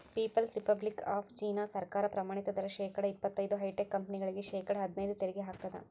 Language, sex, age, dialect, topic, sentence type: Kannada, female, 18-24, Central, banking, statement